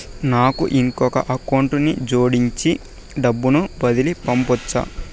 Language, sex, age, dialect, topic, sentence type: Telugu, male, 18-24, Southern, banking, question